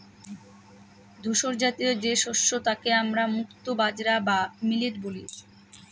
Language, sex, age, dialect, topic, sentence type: Bengali, female, 31-35, Northern/Varendri, agriculture, statement